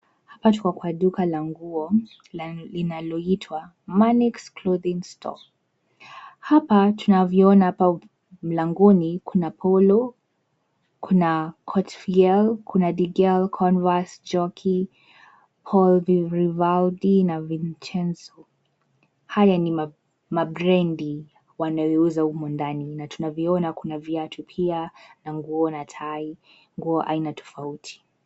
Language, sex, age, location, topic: Swahili, female, 18-24, Nairobi, finance